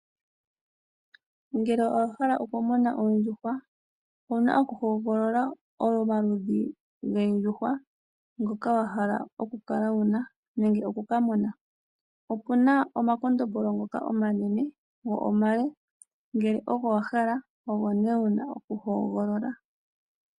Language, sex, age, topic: Oshiwambo, female, 25-35, agriculture